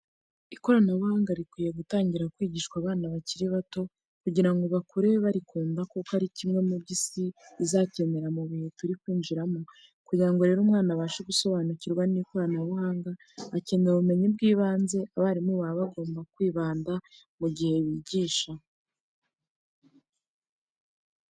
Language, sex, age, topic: Kinyarwanda, female, 25-35, education